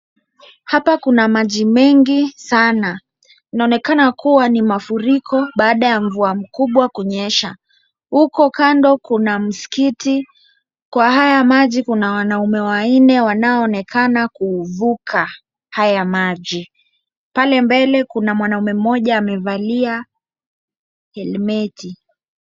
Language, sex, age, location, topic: Swahili, male, 18-24, Wajir, health